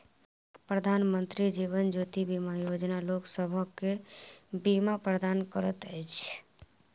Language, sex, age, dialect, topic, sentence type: Maithili, male, 36-40, Southern/Standard, banking, statement